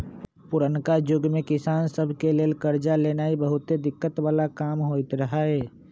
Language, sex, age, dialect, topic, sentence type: Magahi, male, 25-30, Western, agriculture, statement